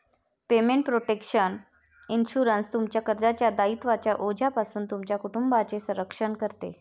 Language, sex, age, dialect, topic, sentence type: Marathi, female, 31-35, Varhadi, banking, statement